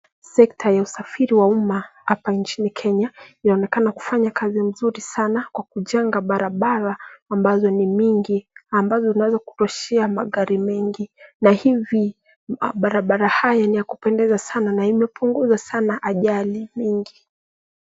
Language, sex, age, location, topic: Swahili, female, 18-24, Nairobi, government